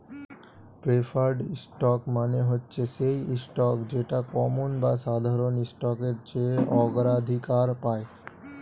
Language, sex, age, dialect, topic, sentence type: Bengali, male, 25-30, Standard Colloquial, banking, statement